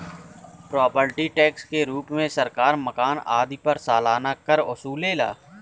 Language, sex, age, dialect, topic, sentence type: Bhojpuri, male, 31-35, Southern / Standard, banking, statement